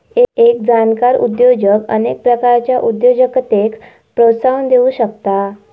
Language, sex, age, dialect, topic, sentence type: Marathi, female, 18-24, Southern Konkan, banking, statement